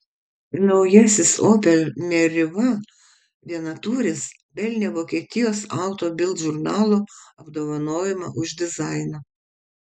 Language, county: Lithuanian, Kaunas